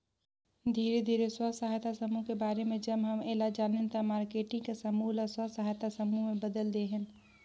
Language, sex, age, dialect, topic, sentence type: Chhattisgarhi, female, 18-24, Northern/Bhandar, banking, statement